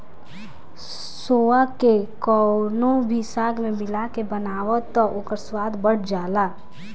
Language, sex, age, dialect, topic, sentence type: Bhojpuri, female, 18-24, Northern, agriculture, statement